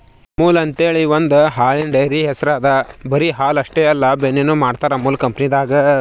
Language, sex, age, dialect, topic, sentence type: Kannada, male, 18-24, Northeastern, agriculture, statement